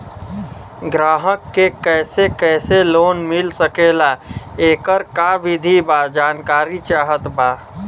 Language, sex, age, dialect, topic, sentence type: Bhojpuri, male, 25-30, Western, banking, question